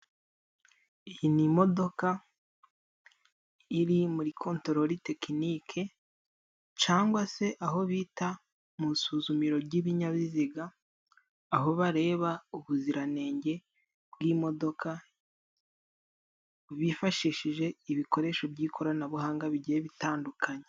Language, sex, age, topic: Kinyarwanda, male, 18-24, government